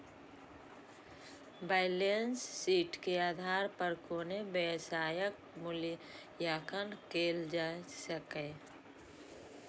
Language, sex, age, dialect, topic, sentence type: Maithili, female, 31-35, Eastern / Thethi, banking, statement